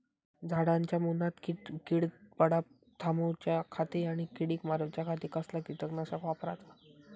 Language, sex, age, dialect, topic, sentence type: Marathi, male, 18-24, Southern Konkan, agriculture, question